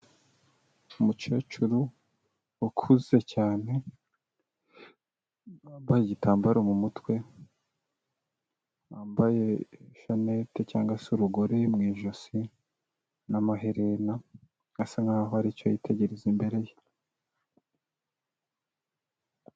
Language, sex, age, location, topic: Kinyarwanda, male, 25-35, Kigali, health